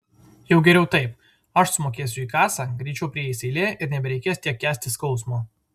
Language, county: Lithuanian, Vilnius